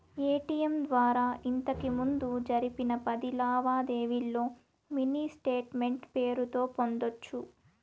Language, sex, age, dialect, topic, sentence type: Telugu, female, 18-24, Southern, banking, statement